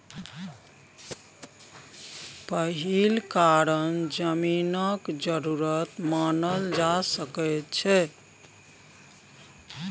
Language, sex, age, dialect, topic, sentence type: Maithili, female, 56-60, Bajjika, agriculture, statement